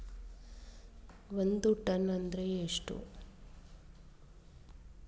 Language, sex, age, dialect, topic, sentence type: Kannada, female, 36-40, Dharwad Kannada, agriculture, question